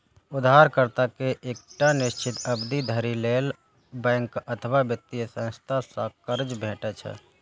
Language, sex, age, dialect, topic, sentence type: Maithili, male, 25-30, Eastern / Thethi, banking, statement